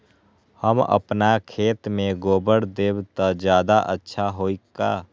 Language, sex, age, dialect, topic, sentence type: Magahi, male, 18-24, Western, agriculture, question